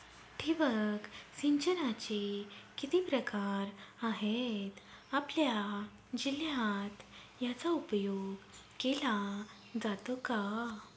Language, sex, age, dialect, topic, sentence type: Marathi, female, 31-35, Northern Konkan, agriculture, question